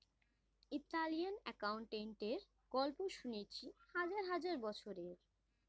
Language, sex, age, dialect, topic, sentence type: Bengali, female, 25-30, Standard Colloquial, banking, statement